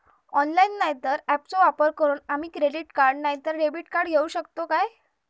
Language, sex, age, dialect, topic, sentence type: Marathi, female, 31-35, Southern Konkan, banking, question